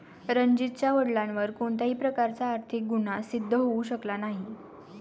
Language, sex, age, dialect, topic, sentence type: Marathi, female, 18-24, Standard Marathi, banking, statement